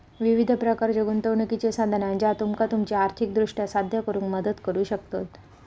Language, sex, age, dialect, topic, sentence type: Marathi, female, 18-24, Southern Konkan, banking, statement